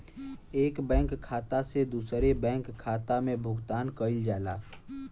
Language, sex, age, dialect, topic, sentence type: Bhojpuri, male, 18-24, Western, banking, statement